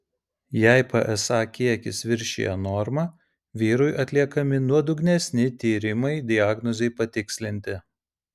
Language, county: Lithuanian, Vilnius